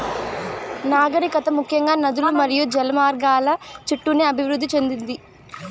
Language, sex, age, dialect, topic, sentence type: Telugu, female, 18-24, Southern, agriculture, statement